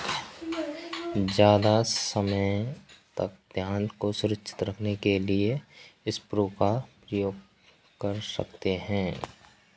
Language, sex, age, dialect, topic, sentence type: Hindi, male, 18-24, Marwari Dhudhari, agriculture, question